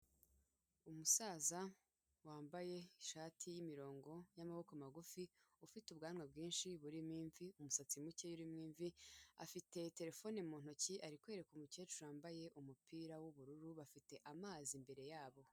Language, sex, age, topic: Kinyarwanda, female, 18-24, health